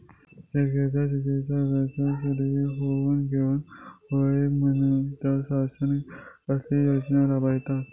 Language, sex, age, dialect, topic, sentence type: Marathi, male, 25-30, Southern Konkan, agriculture, question